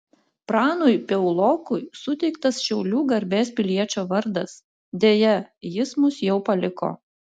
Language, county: Lithuanian, Utena